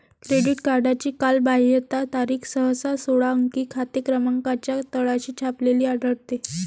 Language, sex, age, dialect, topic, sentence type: Marathi, female, 18-24, Varhadi, banking, statement